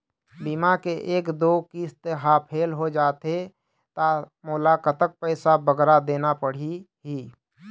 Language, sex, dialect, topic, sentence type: Chhattisgarhi, male, Eastern, banking, question